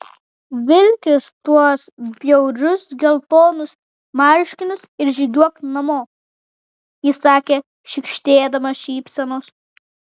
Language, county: Lithuanian, Vilnius